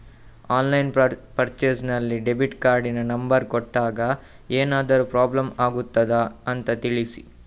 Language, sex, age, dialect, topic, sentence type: Kannada, male, 31-35, Coastal/Dakshin, banking, question